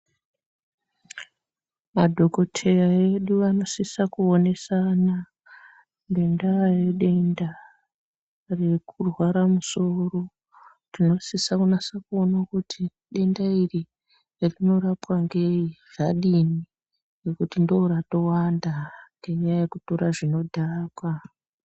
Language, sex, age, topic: Ndau, male, 50+, health